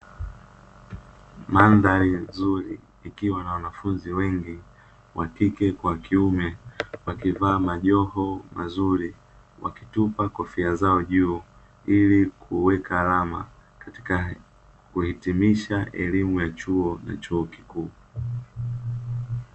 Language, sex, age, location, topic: Swahili, male, 18-24, Dar es Salaam, education